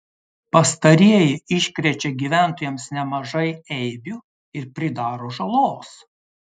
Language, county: Lithuanian, Klaipėda